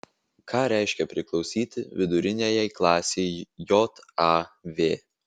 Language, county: Lithuanian, Vilnius